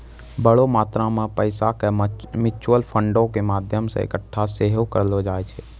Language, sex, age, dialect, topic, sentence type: Maithili, male, 18-24, Angika, banking, statement